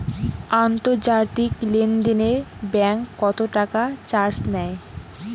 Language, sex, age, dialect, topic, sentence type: Bengali, female, 18-24, Rajbangshi, banking, question